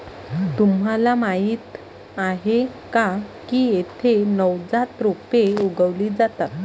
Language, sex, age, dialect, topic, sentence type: Marathi, female, 25-30, Varhadi, agriculture, statement